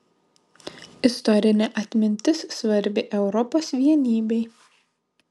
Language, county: Lithuanian, Šiauliai